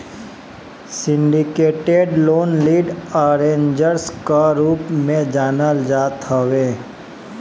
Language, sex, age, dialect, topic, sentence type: Bhojpuri, male, 18-24, Northern, banking, statement